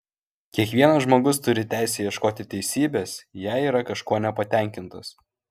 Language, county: Lithuanian, Kaunas